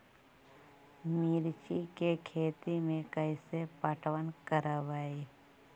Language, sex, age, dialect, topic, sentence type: Magahi, male, 31-35, Central/Standard, agriculture, question